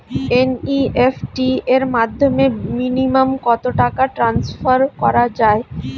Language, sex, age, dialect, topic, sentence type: Bengali, female, 25-30, Standard Colloquial, banking, question